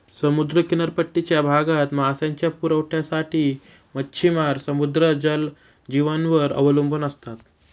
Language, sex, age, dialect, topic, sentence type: Marathi, male, 18-24, Standard Marathi, agriculture, statement